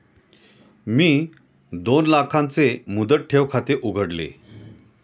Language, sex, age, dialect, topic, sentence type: Marathi, male, 51-55, Standard Marathi, banking, statement